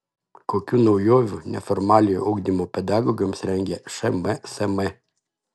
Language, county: Lithuanian, Šiauliai